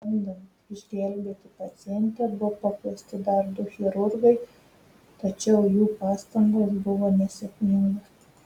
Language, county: Lithuanian, Telšiai